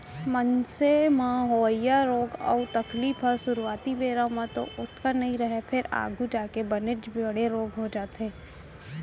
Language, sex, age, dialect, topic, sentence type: Chhattisgarhi, female, 18-24, Central, banking, statement